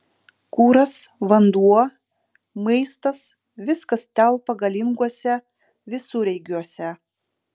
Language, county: Lithuanian, Utena